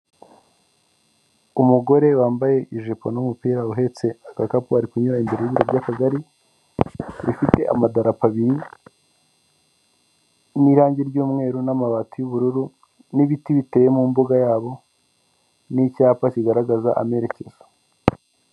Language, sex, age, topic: Kinyarwanda, male, 18-24, government